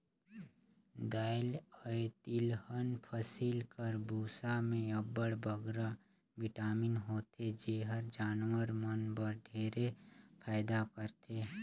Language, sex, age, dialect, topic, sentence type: Chhattisgarhi, male, 25-30, Northern/Bhandar, agriculture, statement